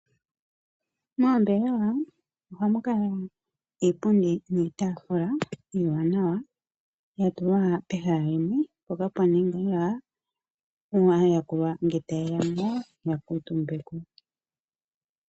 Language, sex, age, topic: Oshiwambo, female, 25-35, finance